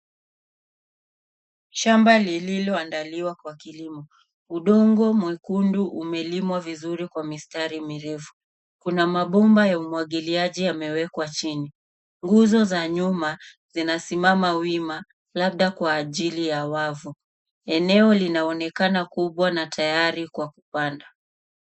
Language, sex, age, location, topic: Swahili, female, 25-35, Nairobi, agriculture